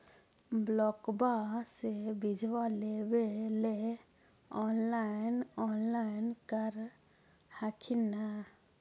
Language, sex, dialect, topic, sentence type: Magahi, female, Central/Standard, agriculture, question